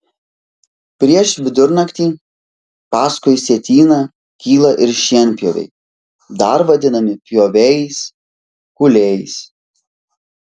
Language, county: Lithuanian, Vilnius